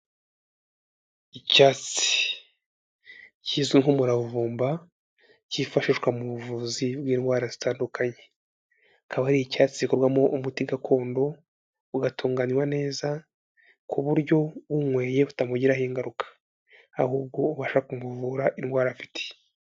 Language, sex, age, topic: Kinyarwanda, male, 18-24, health